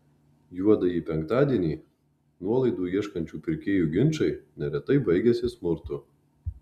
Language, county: Lithuanian, Marijampolė